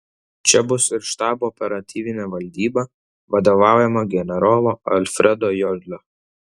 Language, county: Lithuanian, Vilnius